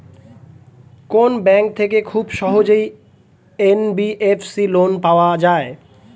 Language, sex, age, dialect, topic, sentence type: Bengali, male, 25-30, Standard Colloquial, banking, question